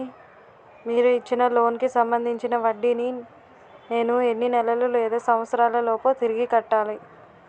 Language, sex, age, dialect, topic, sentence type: Telugu, female, 18-24, Utterandhra, banking, question